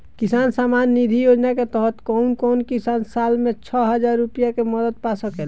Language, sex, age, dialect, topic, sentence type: Bhojpuri, male, 18-24, Northern, agriculture, question